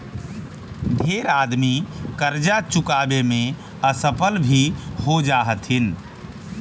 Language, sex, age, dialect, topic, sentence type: Magahi, male, 31-35, Central/Standard, banking, statement